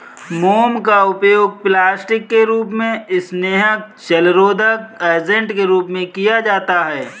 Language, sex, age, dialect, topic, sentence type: Hindi, male, 25-30, Kanauji Braj Bhasha, agriculture, statement